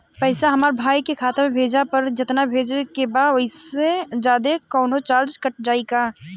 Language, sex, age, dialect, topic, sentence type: Bhojpuri, female, 25-30, Southern / Standard, banking, question